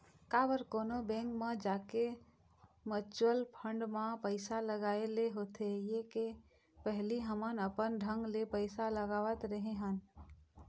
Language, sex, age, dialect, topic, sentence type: Chhattisgarhi, female, 25-30, Eastern, banking, statement